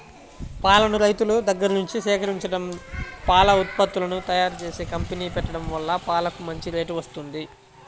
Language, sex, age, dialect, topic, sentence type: Telugu, male, 25-30, Central/Coastal, agriculture, statement